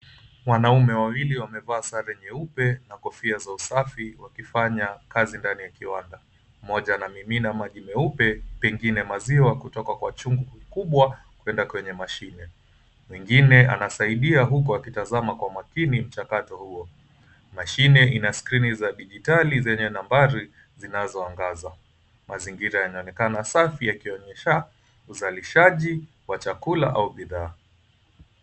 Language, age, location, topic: Swahili, 25-35, Mombasa, agriculture